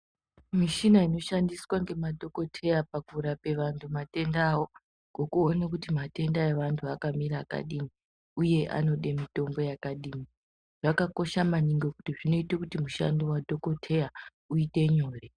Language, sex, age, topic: Ndau, female, 18-24, health